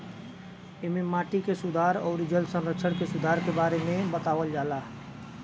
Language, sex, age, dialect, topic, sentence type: Bhojpuri, male, 18-24, Northern, agriculture, statement